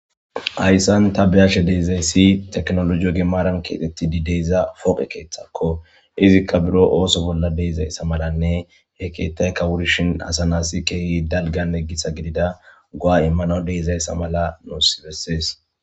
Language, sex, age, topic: Gamo, male, 18-24, government